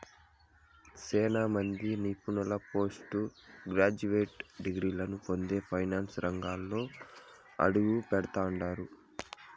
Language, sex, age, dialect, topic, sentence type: Telugu, male, 18-24, Southern, banking, statement